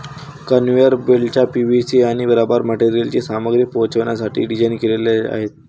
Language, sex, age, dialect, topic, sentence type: Marathi, male, 18-24, Varhadi, agriculture, statement